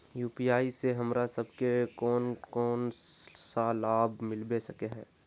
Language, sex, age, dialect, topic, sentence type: Magahi, male, 56-60, Northeastern/Surjapuri, banking, question